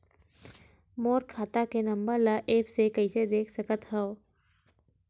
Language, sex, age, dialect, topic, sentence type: Chhattisgarhi, female, 18-24, Western/Budati/Khatahi, banking, question